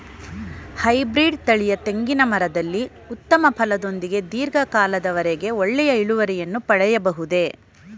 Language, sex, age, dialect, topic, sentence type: Kannada, female, 41-45, Mysore Kannada, agriculture, question